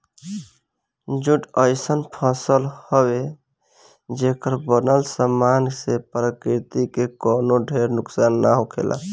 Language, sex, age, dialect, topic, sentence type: Bhojpuri, male, 18-24, Southern / Standard, agriculture, statement